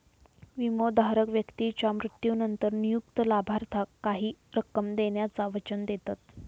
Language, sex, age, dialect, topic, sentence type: Marathi, female, 18-24, Southern Konkan, banking, statement